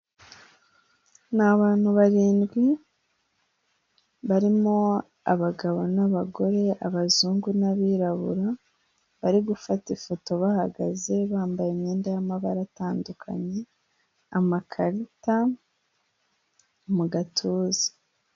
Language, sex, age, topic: Kinyarwanda, female, 18-24, health